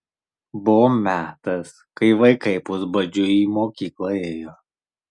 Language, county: Lithuanian, Marijampolė